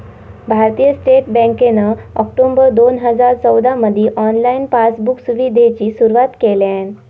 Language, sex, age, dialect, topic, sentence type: Marathi, female, 18-24, Southern Konkan, banking, statement